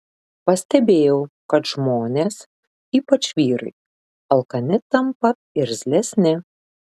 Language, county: Lithuanian, Šiauliai